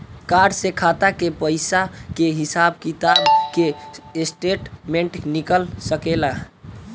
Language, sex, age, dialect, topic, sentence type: Bhojpuri, male, <18, Southern / Standard, banking, question